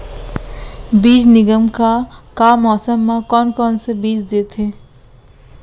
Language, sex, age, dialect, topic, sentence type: Chhattisgarhi, female, 25-30, Central, agriculture, question